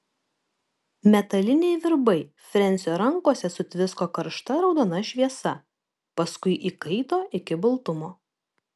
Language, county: Lithuanian, Kaunas